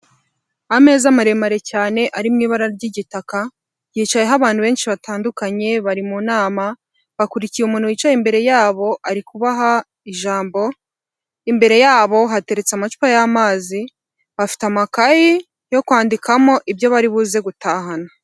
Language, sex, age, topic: Kinyarwanda, female, 18-24, government